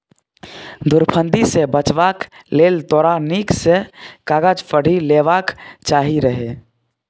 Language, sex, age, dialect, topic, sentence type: Maithili, male, 18-24, Bajjika, banking, statement